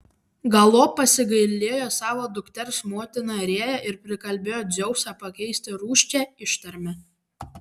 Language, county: Lithuanian, Panevėžys